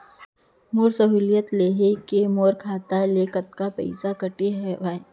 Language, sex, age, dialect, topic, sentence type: Chhattisgarhi, female, 25-30, Central, agriculture, question